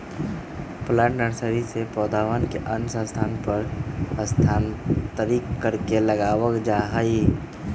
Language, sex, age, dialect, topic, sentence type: Magahi, male, 25-30, Western, agriculture, statement